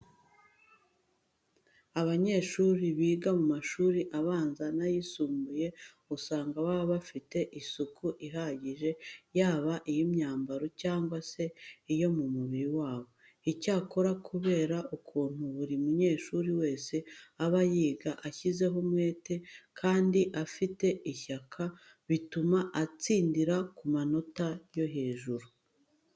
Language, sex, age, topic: Kinyarwanda, female, 36-49, education